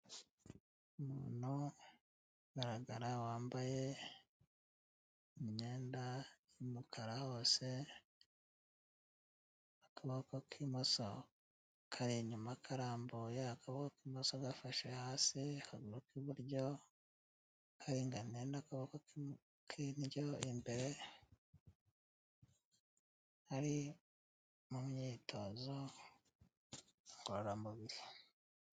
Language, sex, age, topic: Kinyarwanda, male, 36-49, health